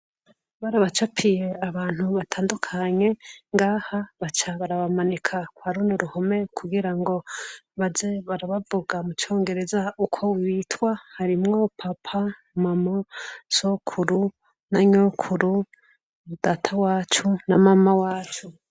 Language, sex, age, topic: Rundi, female, 25-35, education